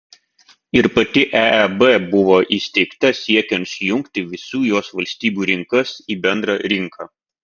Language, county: Lithuanian, Vilnius